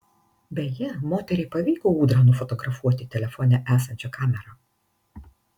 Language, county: Lithuanian, Marijampolė